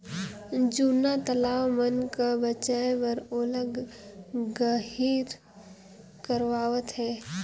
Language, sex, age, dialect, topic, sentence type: Chhattisgarhi, female, 18-24, Northern/Bhandar, agriculture, statement